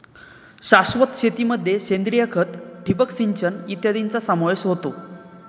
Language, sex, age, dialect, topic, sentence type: Marathi, male, 18-24, Northern Konkan, agriculture, statement